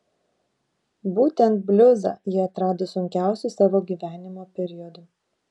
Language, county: Lithuanian, Vilnius